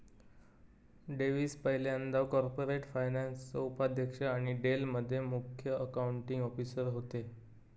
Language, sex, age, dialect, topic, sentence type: Marathi, male, 25-30, Southern Konkan, banking, statement